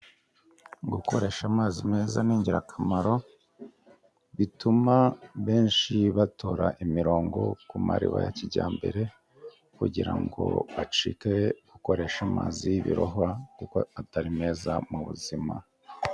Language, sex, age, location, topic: Kinyarwanda, male, 50+, Kigali, health